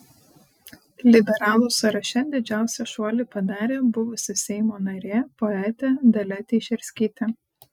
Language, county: Lithuanian, Panevėžys